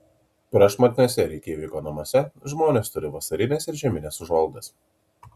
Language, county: Lithuanian, Kaunas